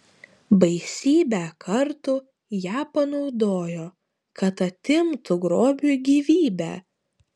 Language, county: Lithuanian, Utena